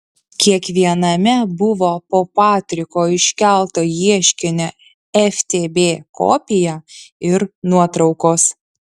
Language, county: Lithuanian, Vilnius